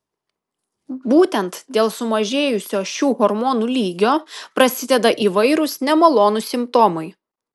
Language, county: Lithuanian, Kaunas